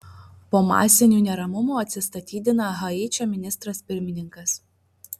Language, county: Lithuanian, Vilnius